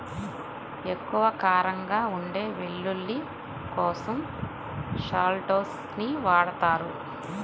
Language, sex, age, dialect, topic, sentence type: Telugu, male, 18-24, Central/Coastal, agriculture, statement